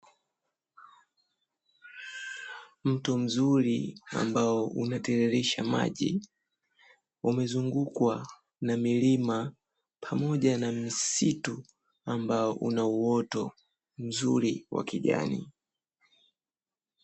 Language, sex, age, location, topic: Swahili, female, 18-24, Dar es Salaam, agriculture